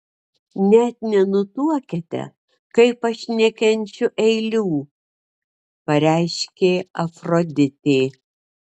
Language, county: Lithuanian, Marijampolė